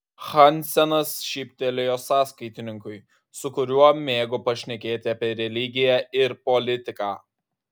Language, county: Lithuanian, Kaunas